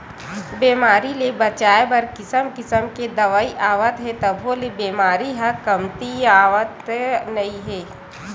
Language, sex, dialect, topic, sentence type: Chhattisgarhi, female, Western/Budati/Khatahi, agriculture, statement